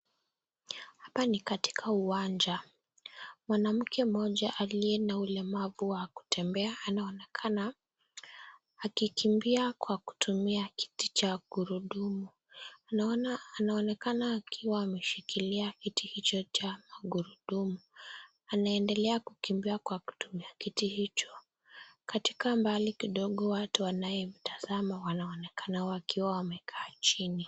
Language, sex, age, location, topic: Swahili, female, 18-24, Nakuru, education